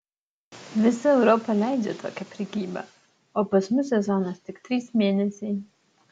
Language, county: Lithuanian, Utena